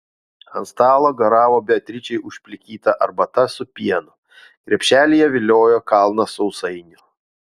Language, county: Lithuanian, Utena